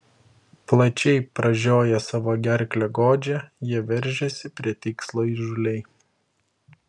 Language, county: Lithuanian, Klaipėda